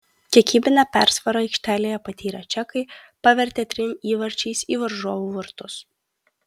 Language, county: Lithuanian, Kaunas